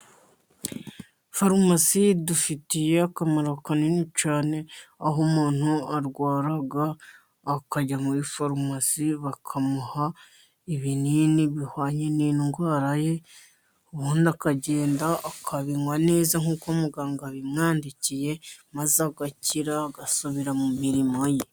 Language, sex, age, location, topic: Kinyarwanda, female, 50+, Musanze, health